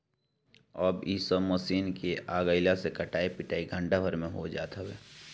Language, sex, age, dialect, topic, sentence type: Bhojpuri, male, 18-24, Northern, agriculture, statement